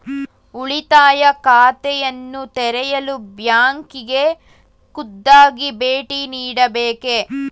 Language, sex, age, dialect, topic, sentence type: Kannada, female, 18-24, Mysore Kannada, banking, question